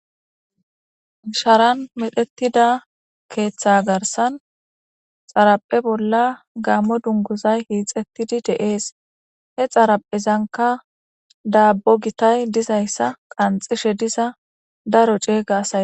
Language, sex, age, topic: Gamo, female, 18-24, government